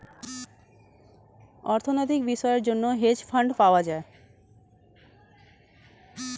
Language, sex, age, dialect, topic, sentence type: Bengali, female, 31-35, Standard Colloquial, banking, statement